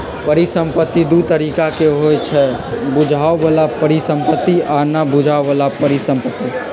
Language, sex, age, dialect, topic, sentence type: Magahi, male, 46-50, Western, banking, statement